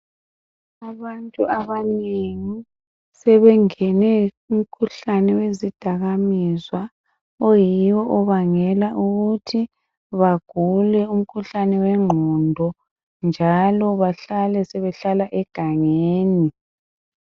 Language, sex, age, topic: North Ndebele, male, 50+, health